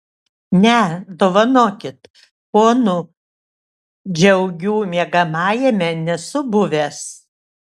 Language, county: Lithuanian, Šiauliai